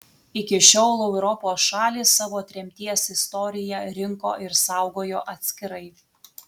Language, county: Lithuanian, Telšiai